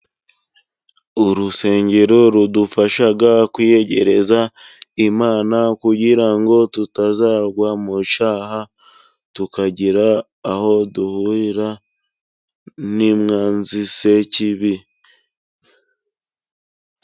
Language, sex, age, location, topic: Kinyarwanda, male, 25-35, Musanze, government